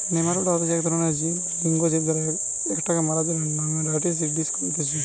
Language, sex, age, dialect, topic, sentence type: Bengali, male, 18-24, Western, agriculture, statement